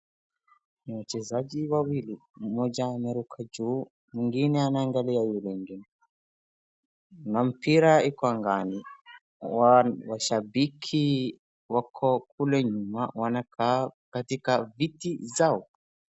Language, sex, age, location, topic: Swahili, male, 36-49, Wajir, government